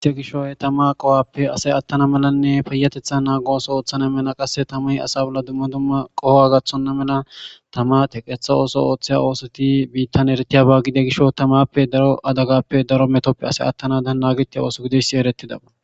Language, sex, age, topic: Gamo, male, 18-24, government